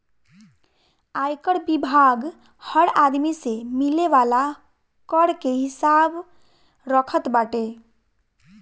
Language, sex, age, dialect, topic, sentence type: Bhojpuri, female, 18-24, Northern, banking, statement